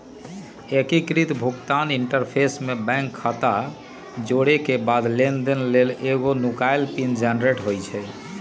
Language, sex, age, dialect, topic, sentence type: Magahi, male, 46-50, Western, banking, statement